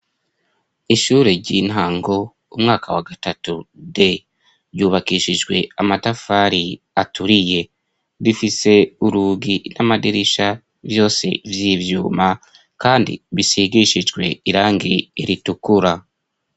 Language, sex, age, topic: Rundi, female, 25-35, education